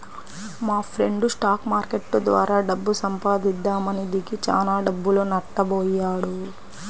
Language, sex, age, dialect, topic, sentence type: Telugu, female, 25-30, Central/Coastal, banking, statement